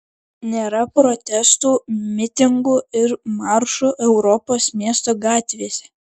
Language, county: Lithuanian, Šiauliai